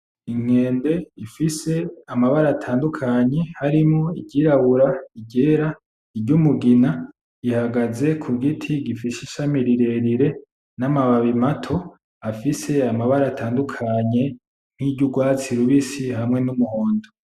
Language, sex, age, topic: Rundi, male, 18-24, agriculture